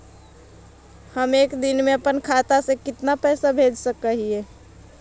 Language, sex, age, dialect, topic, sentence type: Magahi, female, 18-24, Central/Standard, banking, question